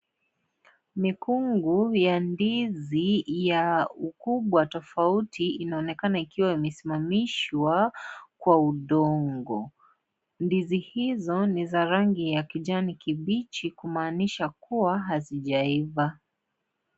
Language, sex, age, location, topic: Swahili, female, 18-24, Kisii, agriculture